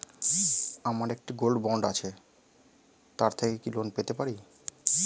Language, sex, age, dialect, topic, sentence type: Bengali, male, 25-30, Standard Colloquial, banking, question